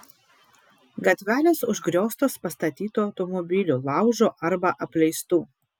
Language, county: Lithuanian, Vilnius